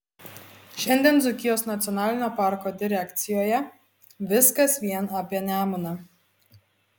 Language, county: Lithuanian, Šiauliai